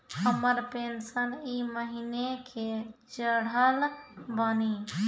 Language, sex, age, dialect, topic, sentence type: Maithili, female, 25-30, Angika, banking, question